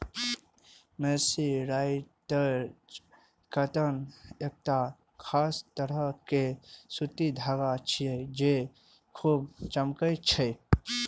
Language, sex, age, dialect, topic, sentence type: Maithili, male, 25-30, Eastern / Thethi, agriculture, statement